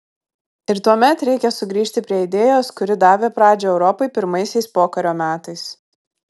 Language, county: Lithuanian, Kaunas